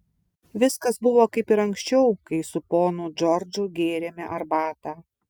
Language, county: Lithuanian, Vilnius